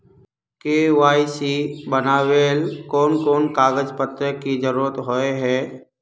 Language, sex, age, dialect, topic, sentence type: Magahi, male, 25-30, Northeastern/Surjapuri, banking, question